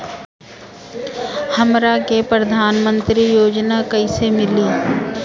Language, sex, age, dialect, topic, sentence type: Bhojpuri, female, 31-35, Northern, banking, question